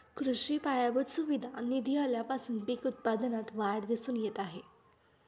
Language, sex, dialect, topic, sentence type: Marathi, female, Standard Marathi, agriculture, statement